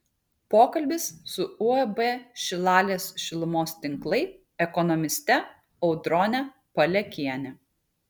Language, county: Lithuanian, Kaunas